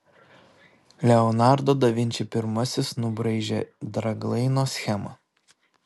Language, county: Lithuanian, Panevėžys